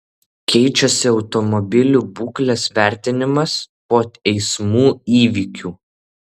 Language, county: Lithuanian, Vilnius